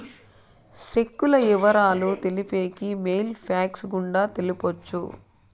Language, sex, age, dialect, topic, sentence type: Telugu, female, 31-35, Southern, banking, statement